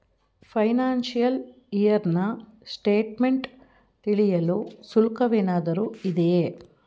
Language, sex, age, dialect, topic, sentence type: Kannada, female, 46-50, Mysore Kannada, banking, question